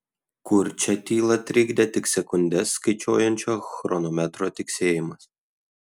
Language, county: Lithuanian, Kaunas